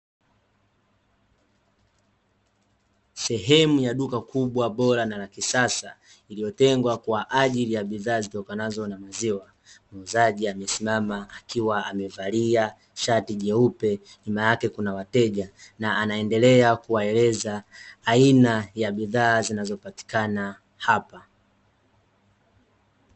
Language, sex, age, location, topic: Swahili, male, 18-24, Dar es Salaam, finance